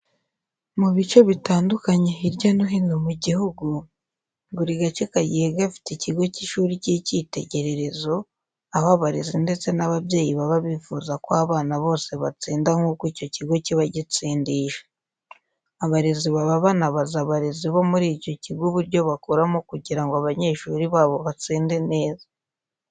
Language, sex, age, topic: Kinyarwanda, female, 18-24, education